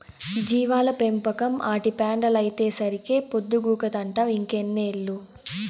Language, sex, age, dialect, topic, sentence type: Telugu, female, 18-24, Southern, agriculture, statement